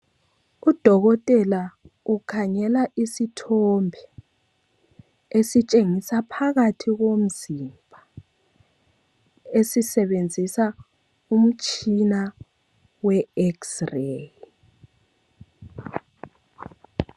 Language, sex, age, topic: North Ndebele, female, 25-35, health